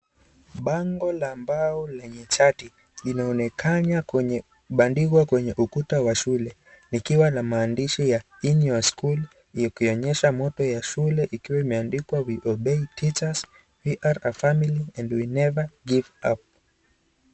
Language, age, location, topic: Swahili, 18-24, Kisii, education